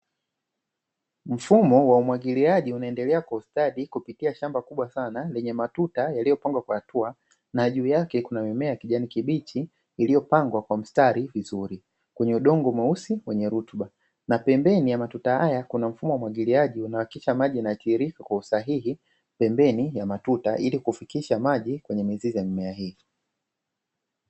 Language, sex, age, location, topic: Swahili, male, 18-24, Dar es Salaam, agriculture